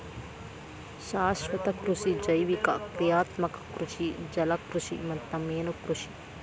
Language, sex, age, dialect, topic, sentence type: Kannada, female, 18-24, Dharwad Kannada, agriculture, statement